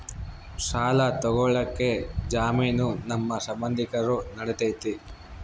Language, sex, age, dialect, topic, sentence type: Kannada, male, 41-45, Central, banking, question